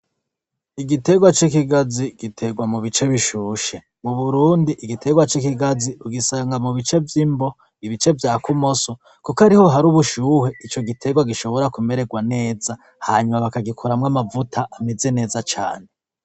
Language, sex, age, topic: Rundi, male, 36-49, agriculture